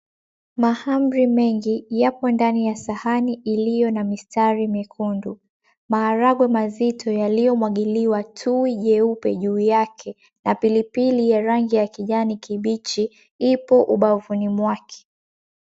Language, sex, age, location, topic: Swahili, female, 18-24, Mombasa, agriculture